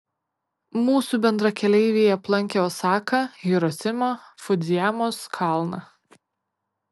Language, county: Lithuanian, Kaunas